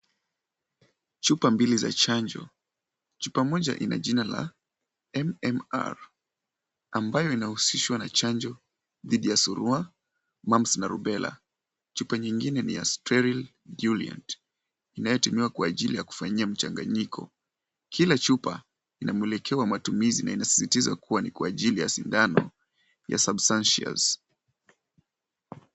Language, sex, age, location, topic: Swahili, male, 18-24, Kisumu, health